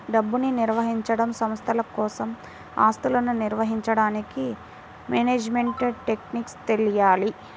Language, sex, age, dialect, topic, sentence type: Telugu, female, 18-24, Central/Coastal, banking, statement